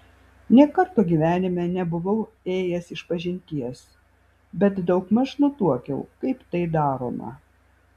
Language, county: Lithuanian, Vilnius